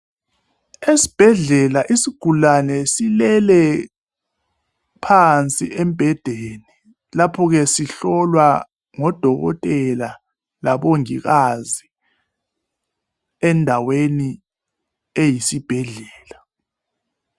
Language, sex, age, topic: North Ndebele, male, 36-49, health